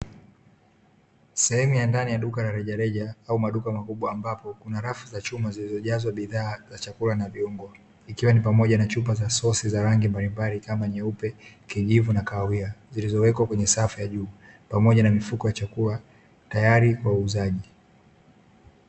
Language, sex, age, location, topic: Swahili, male, 18-24, Dar es Salaam, finance